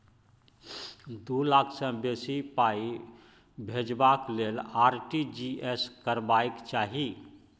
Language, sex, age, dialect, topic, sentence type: Maithili, male, 46-50, Bajjika, banking, statement